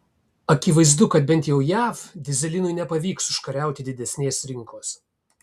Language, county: Lithuanian, Kaunas